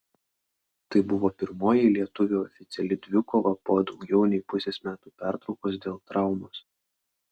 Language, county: Lithuanian, Klaipėda